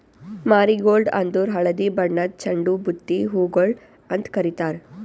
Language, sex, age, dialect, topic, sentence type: Kannada, female, 18-24, Northeastern, agriculture, statement